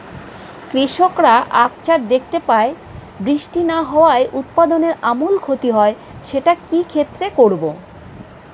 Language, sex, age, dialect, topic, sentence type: Bengali, female, 36-40, Standard Colloquial, agriculture, question